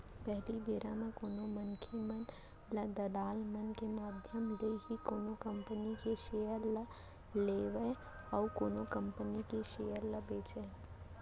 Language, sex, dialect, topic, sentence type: Chhattisgarhi, female, Central, banking, statement